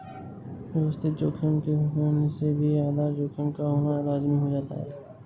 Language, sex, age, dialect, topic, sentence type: Hindi, male, 60-100, Awadhi Bundeli, banking, statement